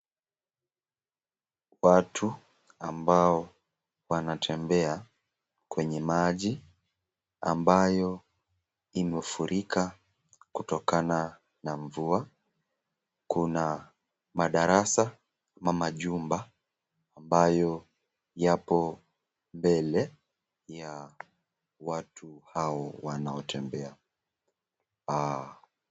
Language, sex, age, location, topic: Swahili, female, 36-49, Nakuru, health